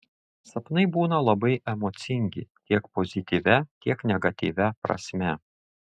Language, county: Lithuanian, Šiauliai